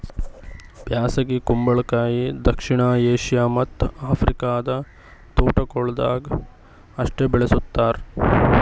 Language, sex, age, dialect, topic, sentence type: Kannada, male, 18-24, Northeastern, agriculture, statement